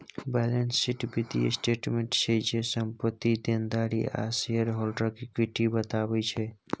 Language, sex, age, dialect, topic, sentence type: Maithili, male, 18-24, Bajjika, banking, statement